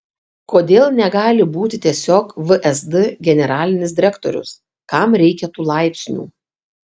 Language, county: Lithuanian, Kaunas